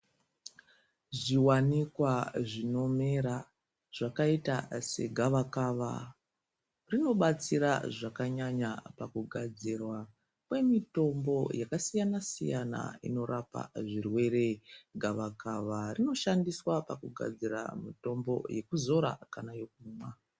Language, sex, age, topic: Ndau, female, 25-35, health